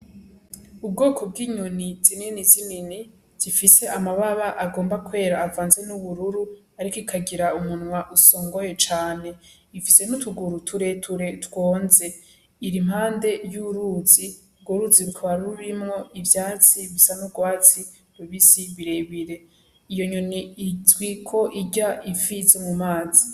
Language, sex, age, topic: Rundi, female, 18-24, agriculture